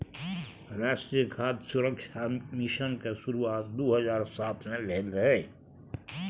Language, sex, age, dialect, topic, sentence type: Maithili, male, 60-100, Bajjika, agriculture, statement